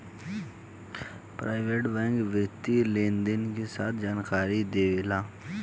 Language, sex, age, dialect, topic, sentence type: Bhojpuri, male, 18-24, Southern / Standard, banking, statement